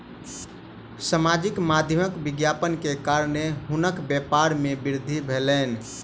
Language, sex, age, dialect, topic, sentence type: Maithili, male, 18-24, Southern/Standard, banking, statement